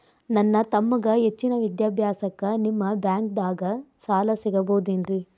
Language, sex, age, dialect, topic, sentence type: Kannada, female, 25-30, Dharwad Kannada, banking, question